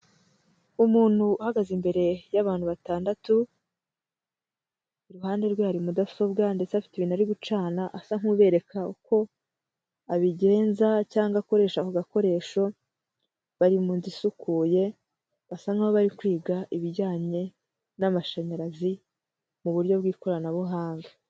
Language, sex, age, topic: Kinyarwanda, male, 18-24, education